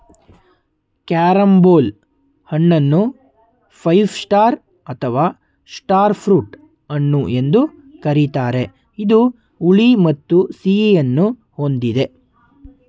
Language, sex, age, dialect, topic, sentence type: Kannada, male, 18-24, Mysore Kannada, agriculture, statement